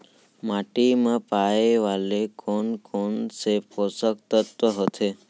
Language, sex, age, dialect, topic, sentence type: Chhattisgarhi, male, 18-24, Central, agriculture, question